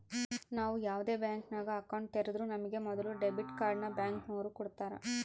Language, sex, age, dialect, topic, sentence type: Kannada, female, 25-30, Central, banking, statement